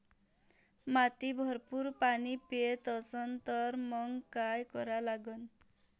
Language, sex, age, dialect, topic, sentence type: Marathi, female, 31-35, Varhadi, agriculture, question